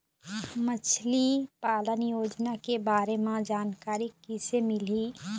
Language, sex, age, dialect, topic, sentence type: Chhattisgarhi, female, 25-30, Eastern, agriculture, question